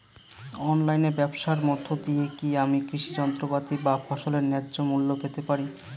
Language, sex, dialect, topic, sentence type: Bengali, male, Rajbangshi, agriculture, question